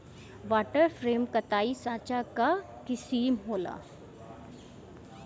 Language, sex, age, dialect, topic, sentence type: Bhojpuri, female, 18-24, Northern, agriculture, statement